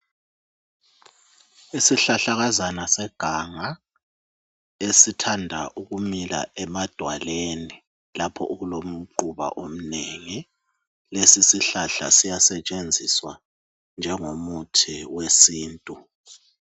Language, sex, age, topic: North Ndebele, male, 36-49, health